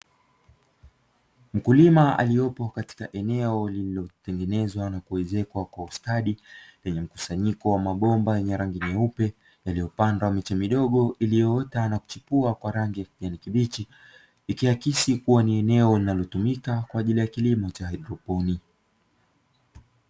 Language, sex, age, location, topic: Swahili, male, 25-35, Dar es Salaam, agriculture